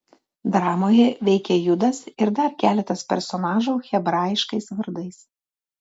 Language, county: Lithuanian, Telšiai